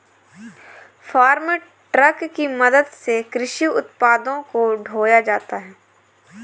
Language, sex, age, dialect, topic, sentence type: Hindi, female, 18-24, Kanauji Braj Bhasha, agriculture, statement